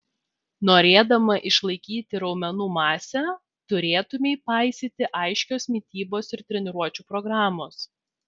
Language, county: Lithuanian, Vilnius